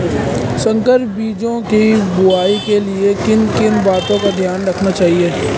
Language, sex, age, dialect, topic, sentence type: Hindi, male, 18-24, Marwari Dhudhari, agriculture, question